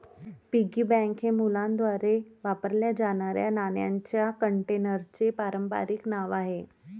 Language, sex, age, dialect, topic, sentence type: Marathi, male, 31-35, Varhadi, banking, statement